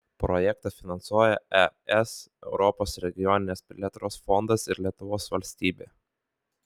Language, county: Lithuanian, Kaunas